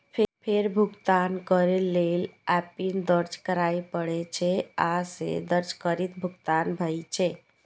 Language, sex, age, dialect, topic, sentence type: Maithili, female, 18-24, Eastern / Thethi, banking, statement